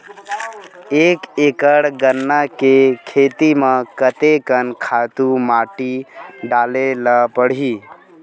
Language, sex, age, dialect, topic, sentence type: Chhattisgarhi, male, 18-24, Western/Budati/Khatahi, agriculture, question